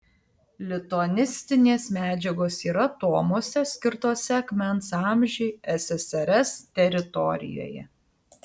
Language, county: Lithuanian, Tauragė